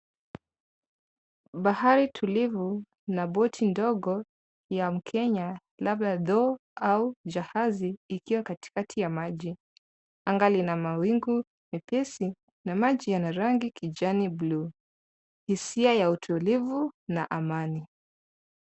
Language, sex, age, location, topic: Swahili, female, 25-35, Mombasa, government